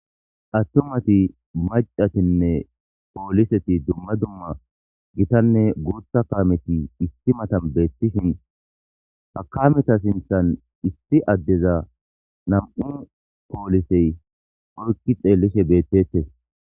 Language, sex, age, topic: Gamo, male, 25-35, government